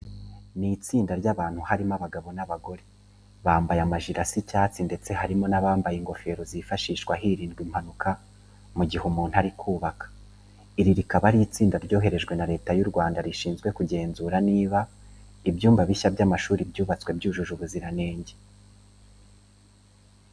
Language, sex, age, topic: Kinyarwanda, male, 25-35, education